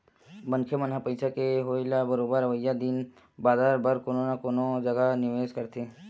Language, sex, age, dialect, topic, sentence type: Chhattisgarhi, male, 60-100, Western/Budati/Khatahi, banking, statement